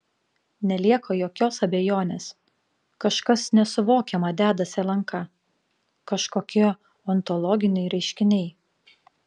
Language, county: Lithuanian, Panevėžys